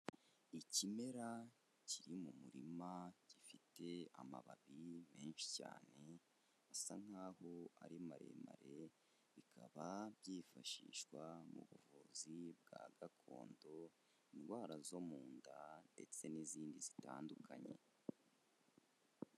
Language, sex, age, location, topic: Kinyarwanda, male, 25-35, Kigali, health